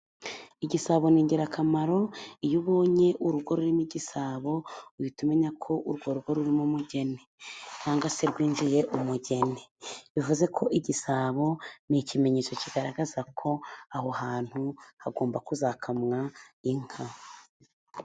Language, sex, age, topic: Kinyarwanda, female, 25-35, government